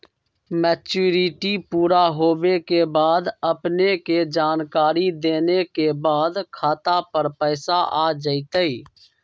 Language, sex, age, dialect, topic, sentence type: Magahi, male, 25-30, Western, banking, question